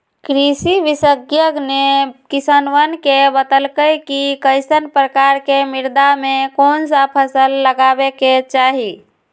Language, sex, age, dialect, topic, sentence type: Magahi, female, 25-30, Western, agriculture, statement